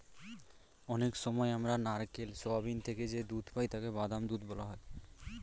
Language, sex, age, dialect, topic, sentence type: Bengali, male, 18-24, Standard Colloquial, agriculture, statement